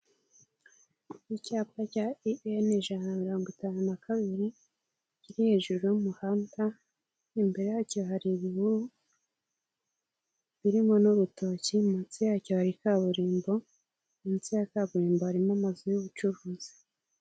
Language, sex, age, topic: Kinyarwanda, female, 18-24, government